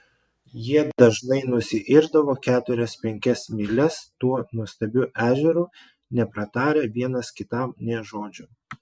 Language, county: Lithuanian, Klaipėda